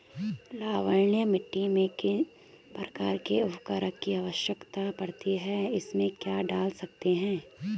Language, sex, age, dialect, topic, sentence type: Hindi, female, 18-24, Garhwali, agriculture, question